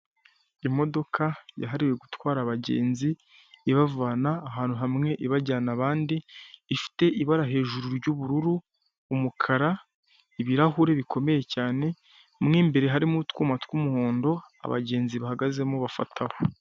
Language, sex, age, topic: Kinyarwanda, male, 18-24, government